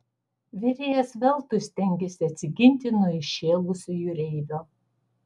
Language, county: Lithuanian, Vilnius